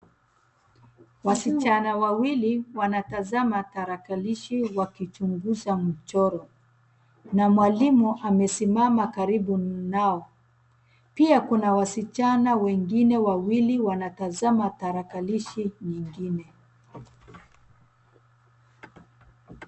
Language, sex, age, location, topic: Swahili, female, 36-49, Nairobi, government